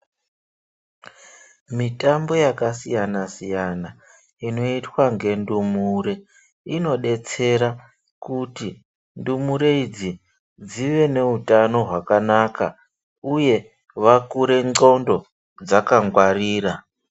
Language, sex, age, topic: Ndau, male, 36-49, health